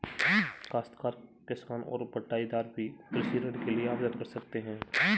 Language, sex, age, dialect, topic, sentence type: Hindi, male, 25-30, Marwari Dhudhari, agriculture, statement